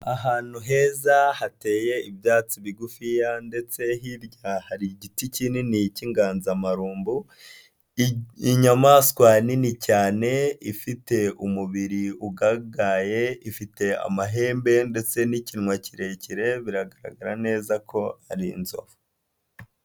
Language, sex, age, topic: Kinyarwanda, male, 25-35, agriculture